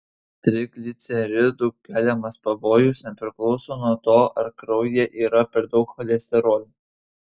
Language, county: Lithuanian, Kaunas